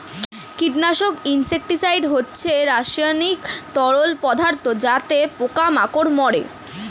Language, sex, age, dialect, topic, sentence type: Bengali, female, <18, Standard Colloquial, agriculture, statement